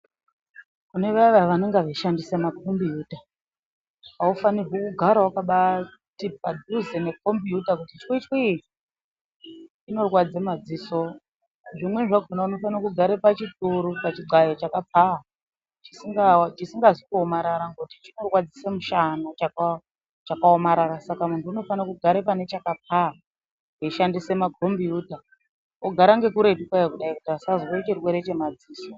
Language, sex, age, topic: Ndau, female, 25-35, health